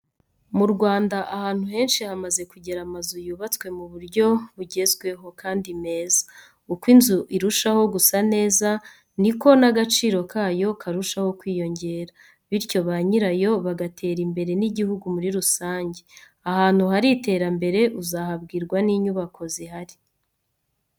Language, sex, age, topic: Kinyarwanda, female, 25-35, education